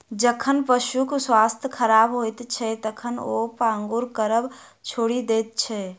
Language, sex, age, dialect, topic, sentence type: Maithili, female, 25-30, Southern/Standard, agriculture, statement